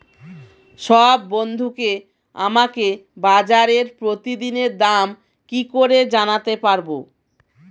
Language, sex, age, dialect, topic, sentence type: Bengali, female, 36-40, Standard Colloquial, agriculture, question